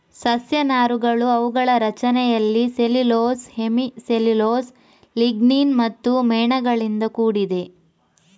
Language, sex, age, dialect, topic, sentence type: Kannada, female, 25-30, Coastal/Dakshin, agriculture, statement